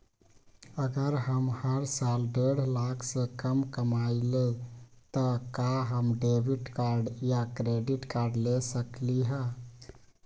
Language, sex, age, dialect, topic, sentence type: Magahi, male, 25-30, Western, banking, question